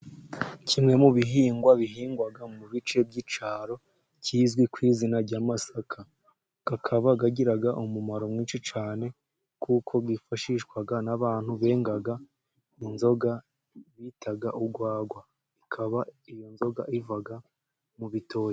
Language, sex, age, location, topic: Kinyarwanda, female, 50+, Musanze, agriculture